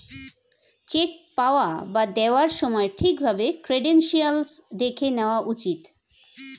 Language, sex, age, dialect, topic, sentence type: Bengali, female, 41-45, Standard Colloquial, banking, statement